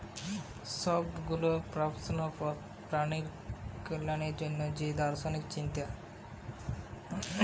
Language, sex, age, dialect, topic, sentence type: Bengali, male, 18-24, Western, agriculture, statement